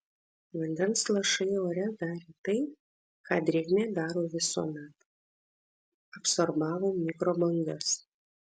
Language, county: Lithuanian, Vilnius